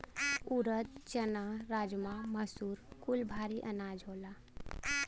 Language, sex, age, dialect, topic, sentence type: Bhojpuri, female, 18-24, Western, agriculture, statement